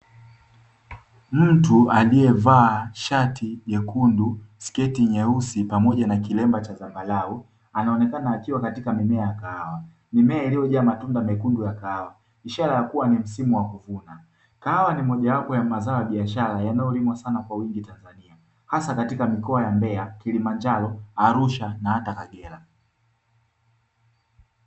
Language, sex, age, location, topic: Swahili, male, 18-24, Dar es Salaam, agriculture